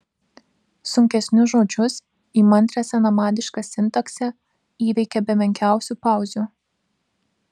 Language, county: Lithuanian, Vilnius